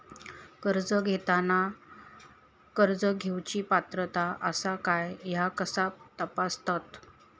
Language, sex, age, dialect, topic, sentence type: Marathi, female, 31-35, Southern Konkan, banking, question